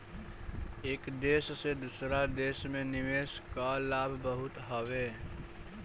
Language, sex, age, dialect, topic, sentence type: Bhojpuri, male, <18, Northern, banking, statement